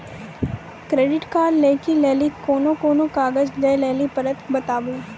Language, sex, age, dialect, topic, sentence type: Maithili, female, 18-24, Angika, banking, question